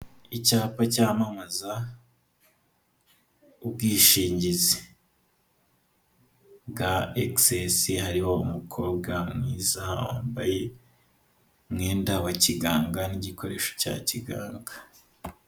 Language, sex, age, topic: Kinyarwanda, male, 18-24, finance